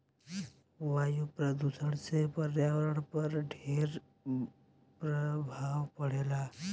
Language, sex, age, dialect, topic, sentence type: Bhojpuri, male, 18-24, Southern / Standard, agriculture, statement